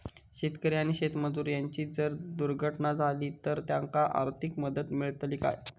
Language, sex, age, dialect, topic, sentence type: Marathi, male, 41-45, Southern Konkan, agriculture, question